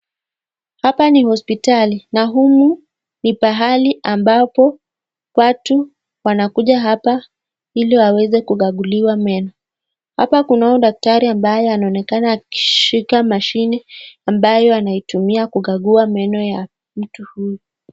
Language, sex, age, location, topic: Swahili, female, 50+, Nakuru, health